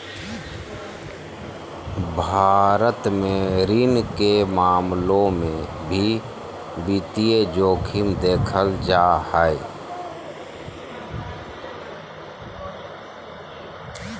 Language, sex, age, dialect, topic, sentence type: Magahi, male, 31-35, Southern, banking, statement